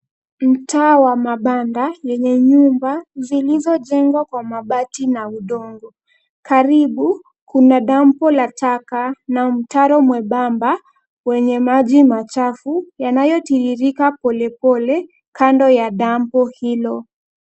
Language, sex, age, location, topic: Swahili, female, 18-24, Nairobi, government